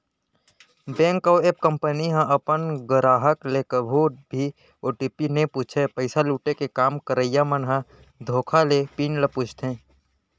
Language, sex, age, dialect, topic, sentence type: Chhattisgarhi, male, 18-24, Central, banking, statement